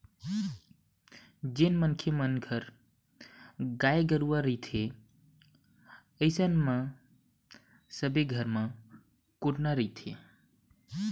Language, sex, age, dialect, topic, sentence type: Chhattisgarhi, male, 60-100, Western/Budati/Khatahi, agriculture, statement